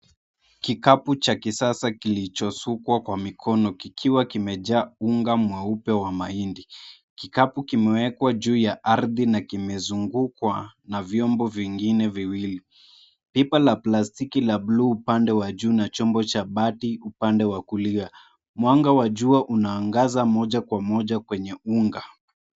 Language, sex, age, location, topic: Swahili, male, 25-35, Mombasa, agriculture